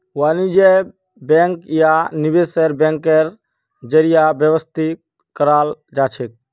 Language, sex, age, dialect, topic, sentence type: Magahi, male, 60-100, Northeastern/Surjapuri, banking, statement